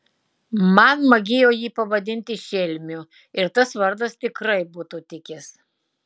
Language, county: Lithuanian, Utena